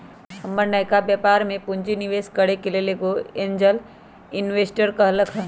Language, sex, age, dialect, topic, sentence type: Magahi, female, 25-30, Western, banking, statement